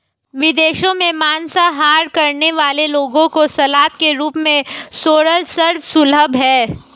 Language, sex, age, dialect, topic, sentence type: Hindi, female, 18-24, Marwari Dhudhari, agriculture, statement